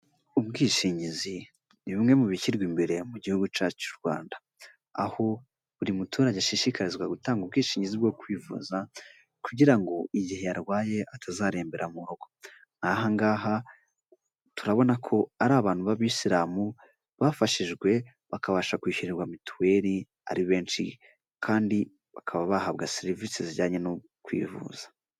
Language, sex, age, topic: Kinyarwanda, male, 18-24, finance